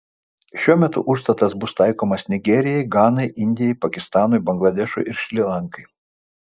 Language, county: Lithuanian, Vilnius